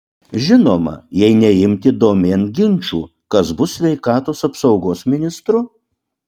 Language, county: Lithuanian, Utena